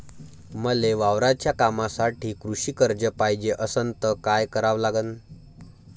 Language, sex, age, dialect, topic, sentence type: Marathi, male, 18-24, Varhadi, banking, question